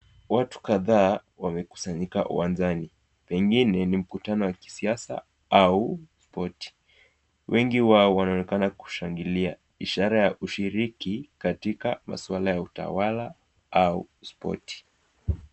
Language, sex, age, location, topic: Swahili, male, 18-24, Nakuru, government